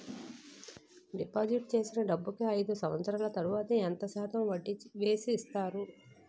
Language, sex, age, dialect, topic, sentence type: Telugu, female, 36-40, Utterandhra, banking, question